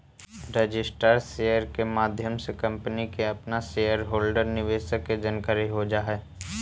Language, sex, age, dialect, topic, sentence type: Magahi, male, 18-24, Central/Standard, banking, statement